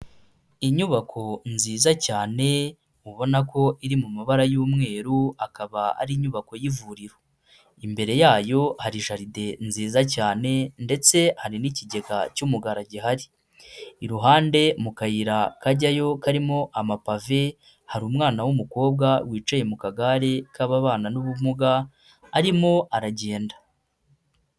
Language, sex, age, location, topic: Kinyarwanda, female, 25-35, Huye, health